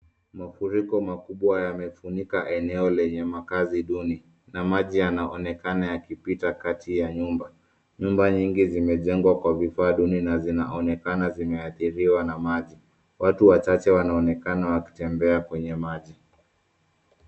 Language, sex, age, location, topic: Swahili, male, 25-35, Nairobi, health